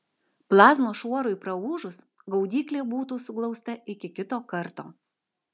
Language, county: Lithuanian, Vilnius